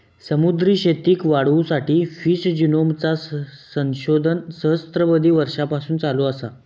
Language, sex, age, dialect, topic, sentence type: Marathi, male, 18-24, Southern Konkan, agriculture, statement